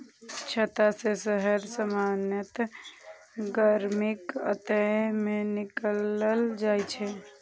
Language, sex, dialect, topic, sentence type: Maithili, female, Eastern / Thethi, agriculture, statement